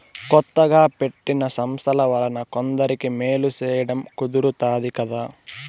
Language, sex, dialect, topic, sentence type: Telugu, male, Southern, banking, statement